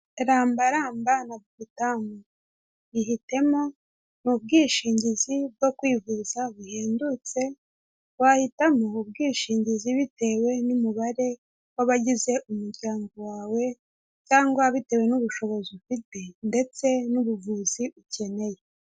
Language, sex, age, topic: Kinyarwanda, female, 18-24, finance